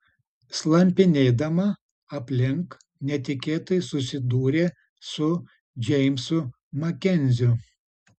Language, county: Lithuanian, Utena